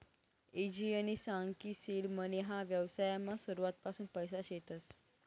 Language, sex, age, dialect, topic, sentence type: Marathi, female, 18-24, Northern Konkan, banking, statement